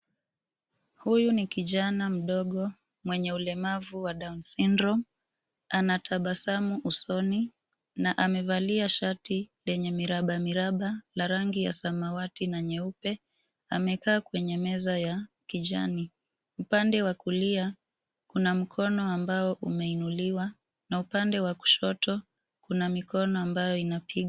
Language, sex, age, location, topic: Swahili, female, 25-35, Nairobi, education